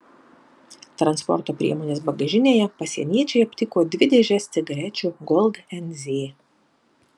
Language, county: Lithuanian, Panevėžys